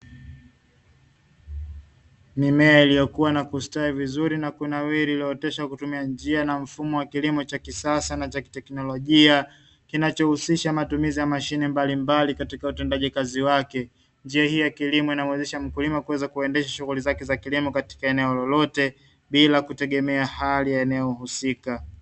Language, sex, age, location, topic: Swahili, male, 25-35, Dar es Salaam, agriculture